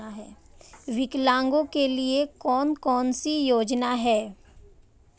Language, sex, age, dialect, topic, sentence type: Hindi, female, 18-24, Marwari Dhudhari, banking, question